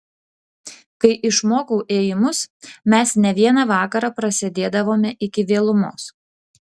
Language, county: Lithuanian, Klaipėda